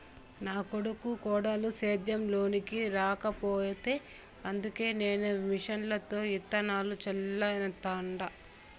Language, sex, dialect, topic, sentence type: Telugu, female, Southern, agriculture, statement